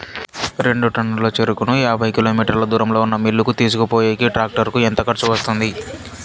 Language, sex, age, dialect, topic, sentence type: Telugu, male, 25-30, Southern, agriculture, question